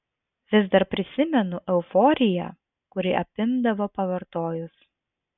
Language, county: Lithuanian, Vilnius